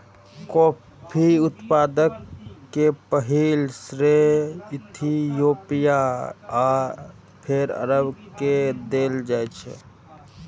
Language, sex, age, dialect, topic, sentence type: Maithili, male, 18-24, Eastern / Thethi, agriculture, statement